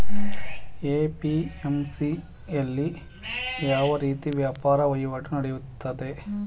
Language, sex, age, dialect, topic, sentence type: Kannada, male, 31-35, Mysore Kannada, agriculture, question